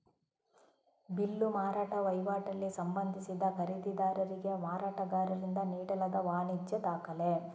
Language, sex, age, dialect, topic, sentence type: Kannada, female, 18-24, Coastal/Dakshin, banking, statement